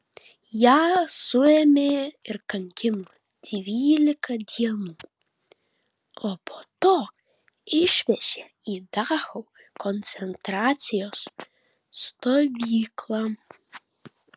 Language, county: Lithuanian, Vilnius